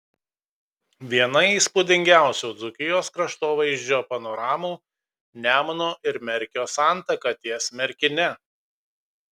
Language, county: Lithuanian, Kaunas